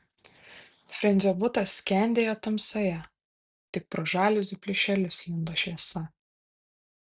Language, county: Lithuanian, Kaunas